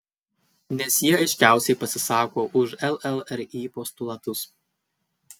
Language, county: Lithuanian, Kaunas